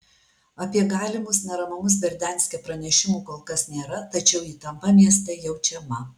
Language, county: Lithuanian, Alytus